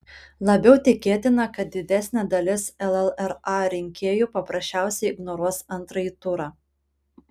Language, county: Lithuanian, Panevėžys